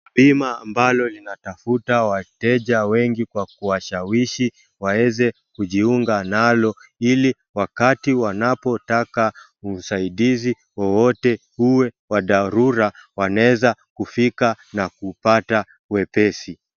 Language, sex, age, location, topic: Swahili, male, 25-35, Wajir, finance